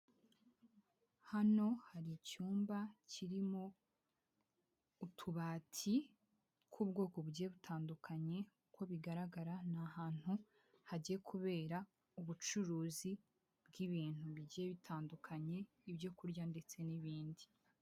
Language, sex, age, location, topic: Kinyarwanda, female, 18-24, Huye, finance